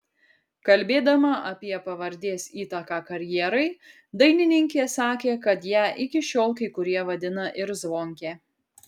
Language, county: Lithuanian, Kaunas